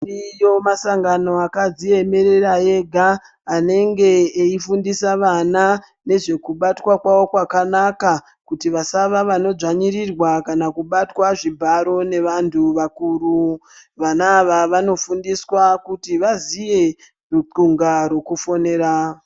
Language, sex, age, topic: Ndau, male, 18-24, health